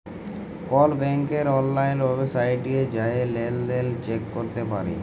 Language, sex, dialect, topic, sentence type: Bengali, male, Jharkhandi, banking, statement